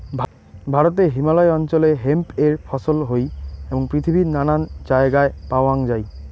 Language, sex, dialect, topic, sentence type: Bengali, male, Rajbangshi, agriculture, statement